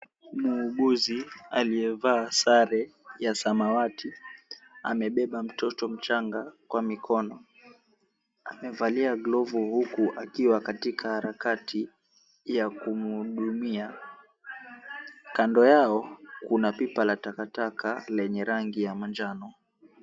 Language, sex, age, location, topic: Swahili, male, 18-24, Mombasa, health